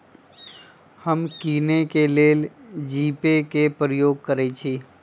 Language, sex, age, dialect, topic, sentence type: Magahi, female, 51-55, Western, banking, statement